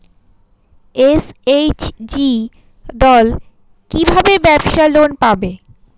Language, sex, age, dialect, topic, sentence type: Bengali, female, 25-30, Standard Colloquial, banking, question